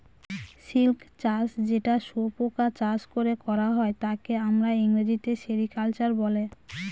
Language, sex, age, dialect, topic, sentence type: Bengali, female, 25-30, Northern/Varendri, agriculture, statement